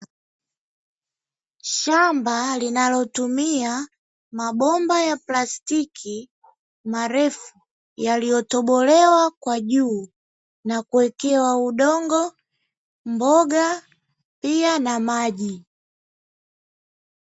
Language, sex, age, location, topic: Swahili, female, 25-35, Dar es Salaam, agriculture